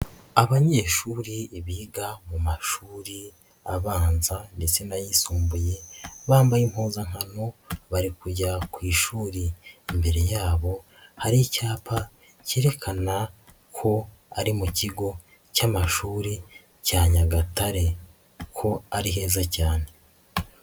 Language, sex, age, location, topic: Kinyarwanda, female, 18-24, Nyagatare, education